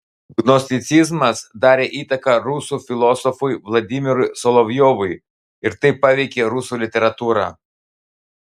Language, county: Lithuanian, Klaipėda